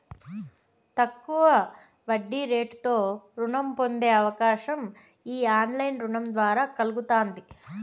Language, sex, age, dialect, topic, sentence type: Telugu, female, 25-30, Southern, banking, statement